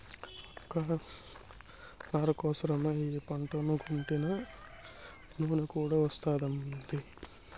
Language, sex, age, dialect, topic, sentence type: Telugu, male, 25-30, Southern, agriculture, statement